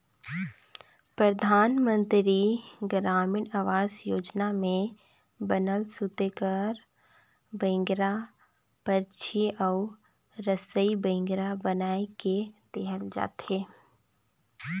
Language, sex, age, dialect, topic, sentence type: Chhattisgarhi, female, 25-30, Northern/Bhandar, banking, statement